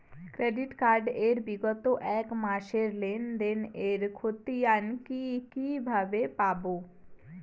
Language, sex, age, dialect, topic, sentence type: Bengali, female, 18-24, Rajbangshi, banking, question